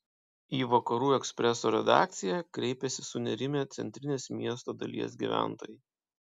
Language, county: Lithuanian, Panevėžys